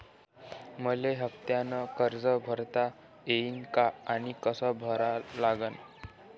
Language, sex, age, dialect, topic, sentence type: Marathi, male, 25-30, Varhadi, banking, question